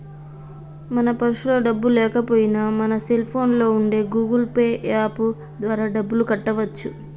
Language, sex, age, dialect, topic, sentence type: Telugu, female, 25-30, Telangana, banking, statement